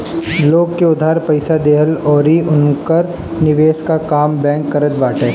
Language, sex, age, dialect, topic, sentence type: Bhojpuri, female, 18-24, Northern, banking, statement